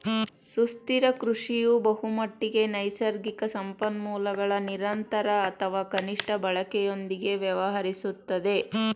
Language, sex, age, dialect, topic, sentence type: Kannada, female, 31-35, Mysore Kannada, agriculture, statement